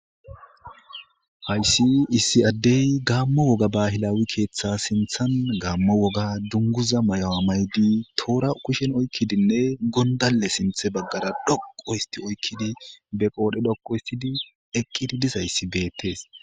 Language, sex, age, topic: Gamo, male, 25-35, government